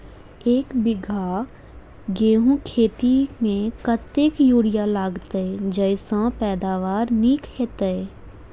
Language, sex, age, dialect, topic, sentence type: Maithili, female, 25-30, Southern/Standard, agriculture, question